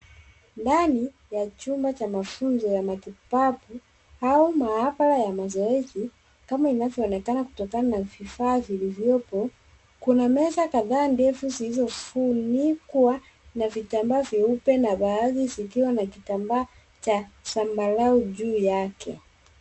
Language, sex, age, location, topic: Swahili, female, 36-49, Nairobi, education